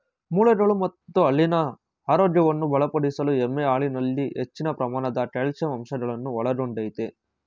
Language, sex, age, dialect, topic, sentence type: Kannada, male, 36-40, Mysore Kannada, agriculture, statement